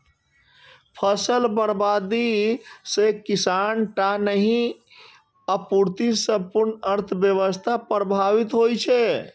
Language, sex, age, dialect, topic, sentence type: Maithili, male, 36-40, Eastern / Thethi, agriculture, statement